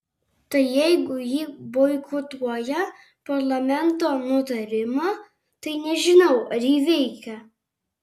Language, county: Lithuanian, Kaunas